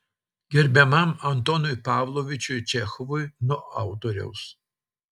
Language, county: Lithuanian, Telšiai